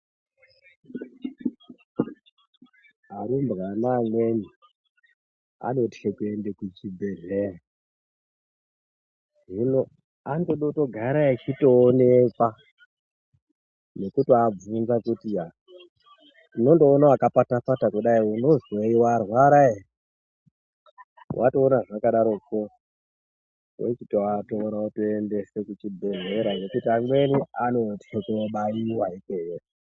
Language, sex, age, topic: Ndau, male, 36-49, health